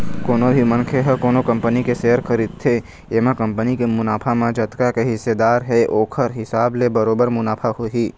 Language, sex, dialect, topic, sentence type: Chhattisgarhi, male, Eastern, banking, statement